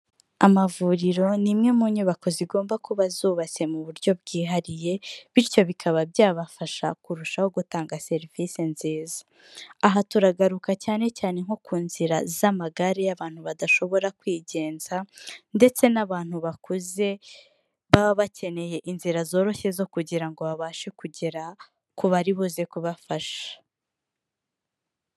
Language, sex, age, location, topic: Kinyarwanda, female, 25-35, Kigali, health